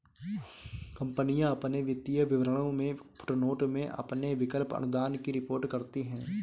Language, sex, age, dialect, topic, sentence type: Hindi, male, 25-30, Awadhi Bundeli, banking, statement